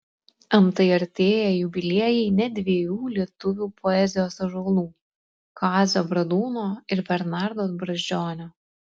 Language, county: Lithuanian, Klaipėda